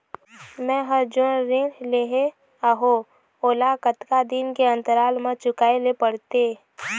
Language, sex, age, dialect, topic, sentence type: Chhattisgarhi, female, 25-30, Eastern, banking, question